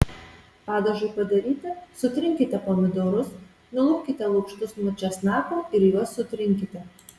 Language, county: Lithuanian, Marijampolė